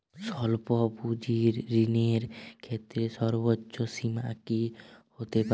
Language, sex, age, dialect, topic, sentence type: Bengali, male, 18-24, Jharkhandi, banking, question